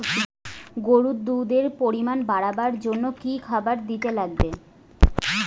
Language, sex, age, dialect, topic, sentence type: Bengali, female, 25-30, Rajbangshi, agriculture, question